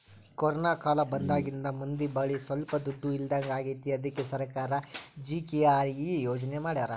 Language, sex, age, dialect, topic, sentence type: Kannada, male, 41-45, Central, banking, statement